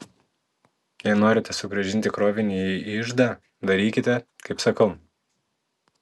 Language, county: Lithuanian, Telšiai